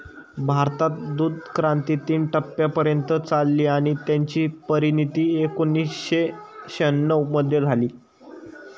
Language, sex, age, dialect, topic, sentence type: Marathi, male, 18-24, Standard Marathi, agriculture, statement